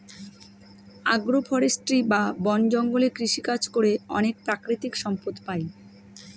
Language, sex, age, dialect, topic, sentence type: Bengali, female, 31-35, Northern/Varendri, agriculture, statement